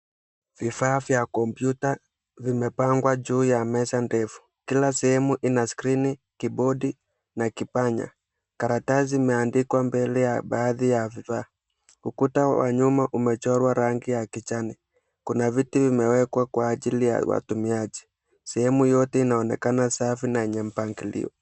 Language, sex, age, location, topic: Swahili, male, 18-24, Mombasa, education